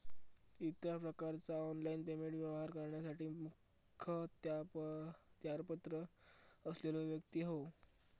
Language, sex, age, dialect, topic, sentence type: Marathi, male, 36-40, Southern Konkan, banking, statement